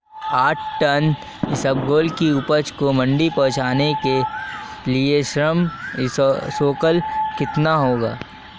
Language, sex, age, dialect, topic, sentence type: Hindi, male, 18-24, Marwari Dhudhari, agriculture, question